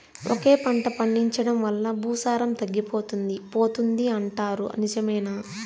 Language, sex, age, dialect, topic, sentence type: Telugu, female, 18-24, Southern, agriculture, question